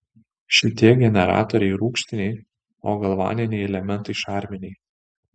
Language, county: Lithuanian, Šiauliai